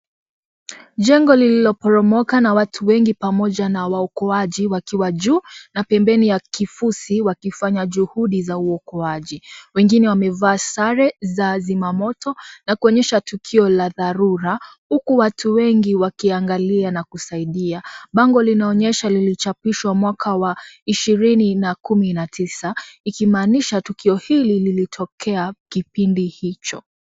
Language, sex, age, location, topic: Swahili, female, 18-24, Kisii, health